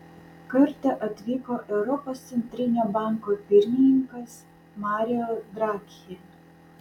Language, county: Lithuanian, Vilnius